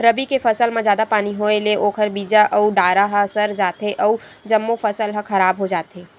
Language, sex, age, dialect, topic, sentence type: Chhattisgarhi, female, 60-100, Western/Budati/Khatahi, agriculture, statement